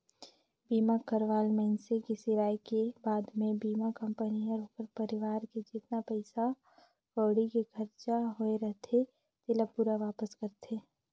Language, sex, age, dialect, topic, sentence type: Chhattisgarhi, female, 56-60, Northern/Bhandar, banking, statement